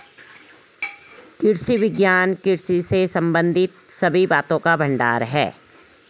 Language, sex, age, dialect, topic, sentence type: Hindi, female, 56-60, Garhwali, agriculture, statement